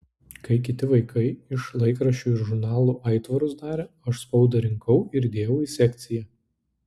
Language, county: Lithuanian, Klaipėda